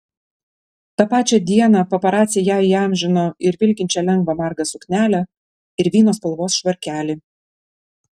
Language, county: Lithuanian, Klaipėda